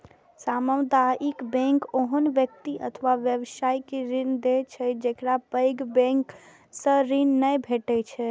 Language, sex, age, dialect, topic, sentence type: Maithili, female, 25-30, Eastern / Thethi, banking, statement